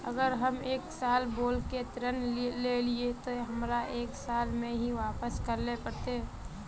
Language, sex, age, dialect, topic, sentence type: Magahi, female, 18-24, Northeastern/Surjapuri, banking, question